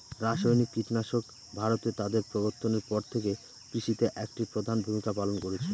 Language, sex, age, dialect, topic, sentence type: Bengali, male, 18-24, Northern/Varendri, agriculture, statement